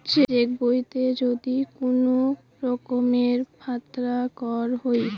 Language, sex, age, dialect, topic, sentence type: Bengali, female, 18-24, Rajbangshi, banking, statement